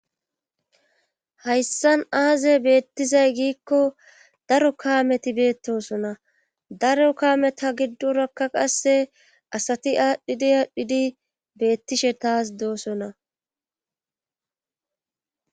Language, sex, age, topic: Gamo, female, 25-35, government